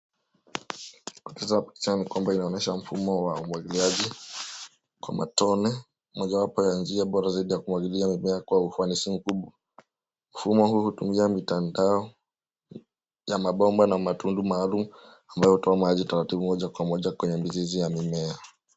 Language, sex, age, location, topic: Swahili, male, 18-24, Nairobi, agriculture